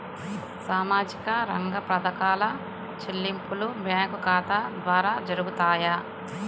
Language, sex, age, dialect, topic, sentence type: Telugu, male, 18-24, Central/Coastal, banking, question